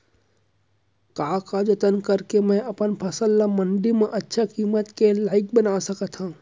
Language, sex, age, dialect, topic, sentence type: Chhattisgarhi, male, 25-30, Central, agriculture, question